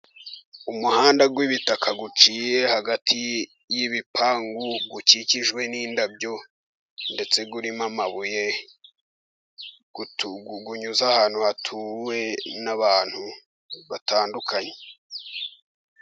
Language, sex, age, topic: Kinyarwanda, male, 18-24, government